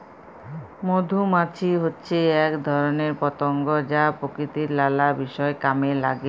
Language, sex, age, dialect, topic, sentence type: Bengali, female, 31-35, Jharkhandi, agriculture, statement